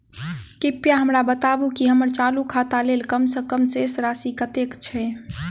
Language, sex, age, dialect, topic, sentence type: Maithili, female, 18-24, Southern/Standard, banking, statement